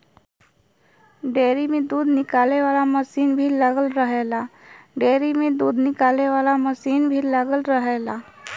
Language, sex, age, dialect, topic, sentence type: Bhojpuri, female, 31-35, Western, agriculture, statement